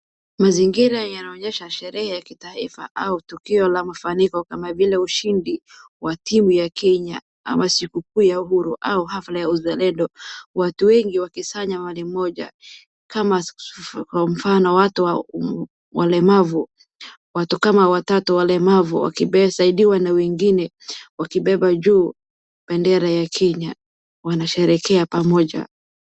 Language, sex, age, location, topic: Swahili, female, 18-24, Wajir, education